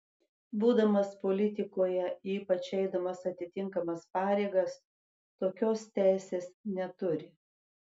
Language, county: Lithuanian, Klaipėda